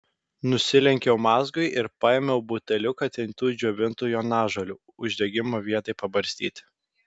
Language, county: Lithuanian, Vilnius